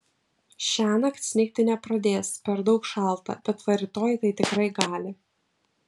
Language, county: Lithuanian, Vilnius